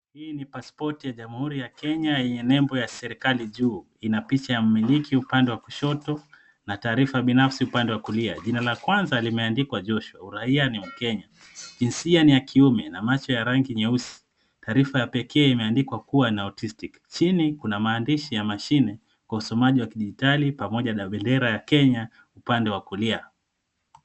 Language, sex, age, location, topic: Swahili, male, 25-35, Mombasa, government